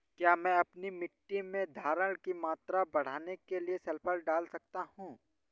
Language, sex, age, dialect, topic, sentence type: Hindi, male, 18-24, Awadhi Bundeli, agriculture, question